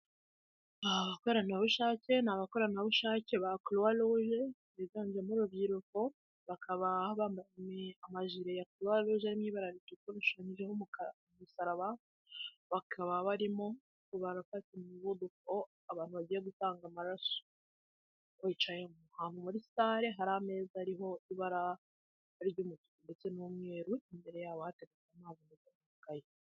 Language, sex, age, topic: Kinyarwanda, female, 18-24, health